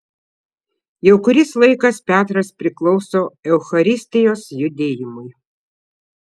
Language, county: Lithuanian, Šiauliai